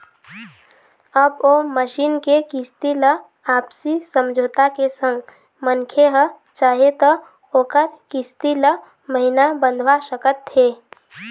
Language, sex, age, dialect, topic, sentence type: Chhattisgarhi, female, 25-30, Eastern, banking, statement